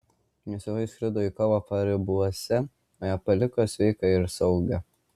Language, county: Lithuanian, Kaunas